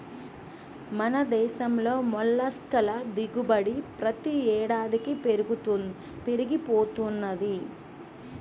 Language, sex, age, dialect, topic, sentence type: Telugu, female, 31-35, Central/Coastal, agriculture, statement